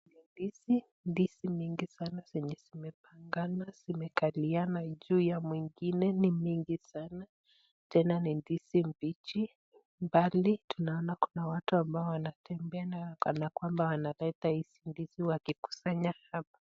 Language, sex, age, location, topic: Swahili, female, 18-24, Nakuru, agriculture